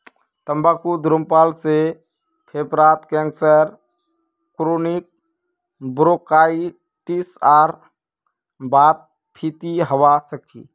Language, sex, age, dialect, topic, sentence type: Magahi, male, 60-100, Northeastern/Surjapuri, agriculture, statement